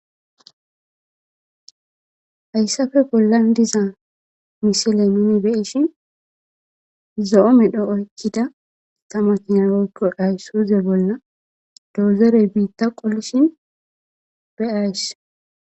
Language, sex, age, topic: Gamo, female, 18-24, government